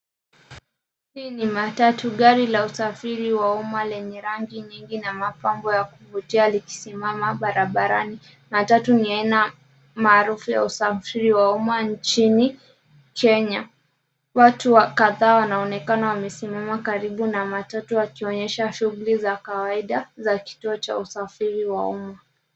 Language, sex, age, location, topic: Swahili, female, 25-35, Nairobi, government